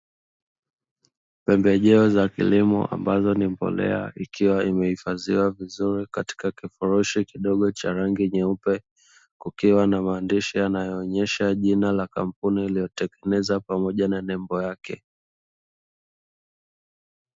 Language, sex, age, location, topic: Swahili, male, 18-24, Dar es Salaam, agriculture